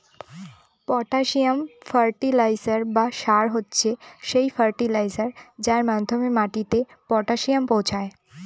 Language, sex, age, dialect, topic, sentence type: Bengali, female, 18-24, Northern/Varendri, agriculture, statement